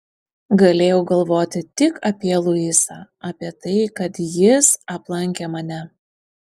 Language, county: Lithuanian, Panevėžys